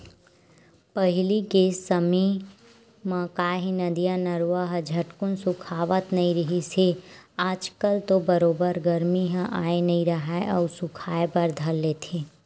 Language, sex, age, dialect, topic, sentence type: Chhattisgarhi, female, 18-24, Western/Budati/Khatahi, agriculture, statement